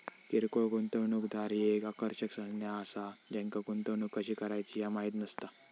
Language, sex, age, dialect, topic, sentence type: Marathi, male, 18-24, Southern Konkan, banking, statement